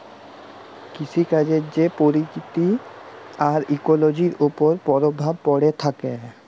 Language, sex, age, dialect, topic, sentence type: Bengali, male, 18-24, Jharkhandi, agriculture, statement